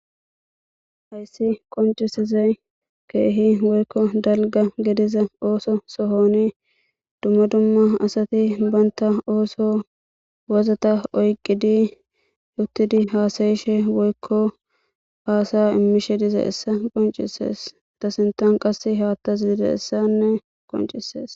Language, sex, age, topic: Gamo, female, 18-24, government